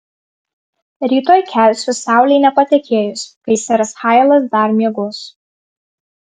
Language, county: Lithuanian, Marijampolė